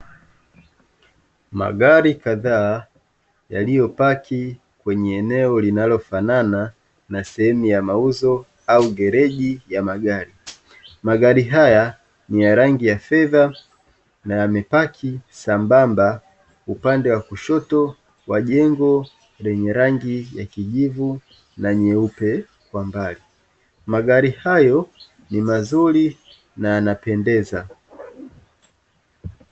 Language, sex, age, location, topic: Swahili, male, 25-35, Dar es Salaam, finance